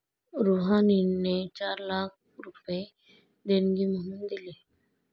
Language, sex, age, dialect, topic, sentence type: Marathi, female, 25-30, Standard Marathi, banking, statement